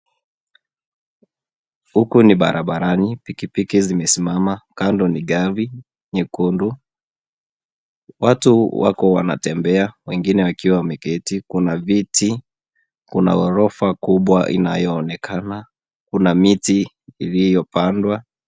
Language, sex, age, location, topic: Swahili, male, 18-24, Kisii, government